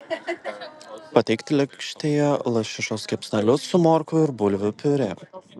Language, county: Lithuanian, Vilnius